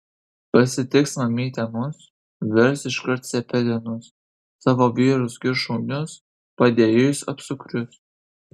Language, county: Lithuanian, Kaunas